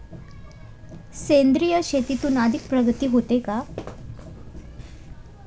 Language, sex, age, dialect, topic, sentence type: Marathi, female, 18-24, Standard Marathi, agriculture, question